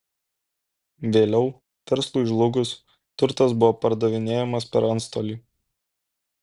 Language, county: Lithuanian, Kaunas